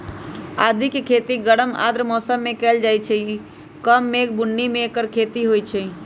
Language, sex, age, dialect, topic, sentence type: Magahi, female, 25-30, Western, agriculture, statement